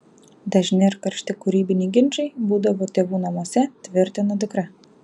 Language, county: Lithuanian, Alytus